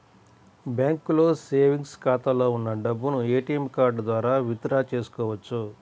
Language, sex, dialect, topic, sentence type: Telugu, male, Central/Coastal, banking, statement